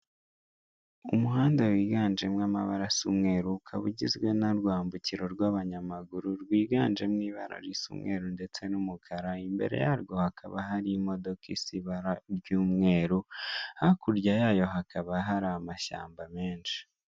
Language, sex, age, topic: Kinyarwanda, male, 18-24, government